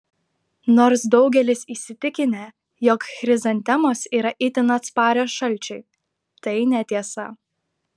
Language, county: Lithuanian, Klaipėda